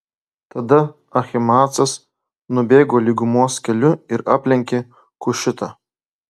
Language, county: Lithuanian, Klaipėda